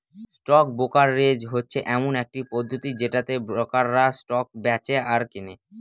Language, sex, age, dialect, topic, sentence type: Bengali, male, <18, Northern/Varendri, banking, statement